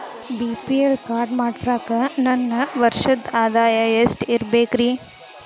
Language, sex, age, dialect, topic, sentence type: Kannada, female, 18-24, Dharwad Kannada, banking, question